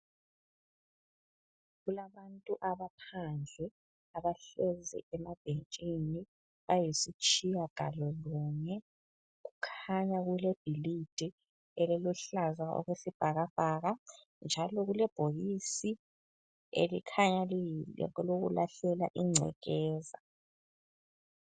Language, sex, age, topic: North Ndebele, female, 25-35, health